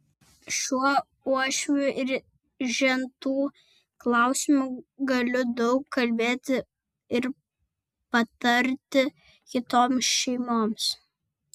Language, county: Lithuanian, Vilnius